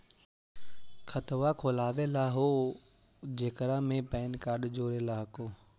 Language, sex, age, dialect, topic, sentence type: Magahi, male, 18-24, Central/Standard, banking, question